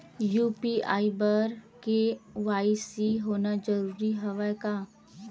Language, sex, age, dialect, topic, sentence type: Chhattisgarhi, female, 25-30, Western/Budati/Khatahi, banking, question